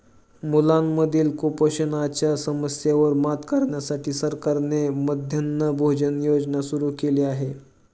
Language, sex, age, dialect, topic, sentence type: Marathi, male, 31-35, Northern Konkan, agriculture, statement